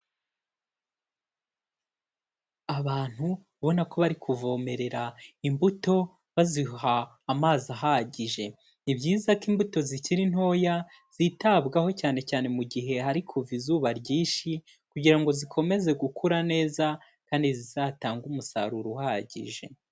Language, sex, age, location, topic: Kinyarwanda, male, 18-24, Kigali, agriculture